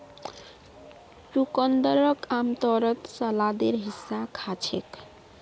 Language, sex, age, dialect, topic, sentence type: Magahi, female, 25-30, Northeastern/Surjapuri, agriculture, statement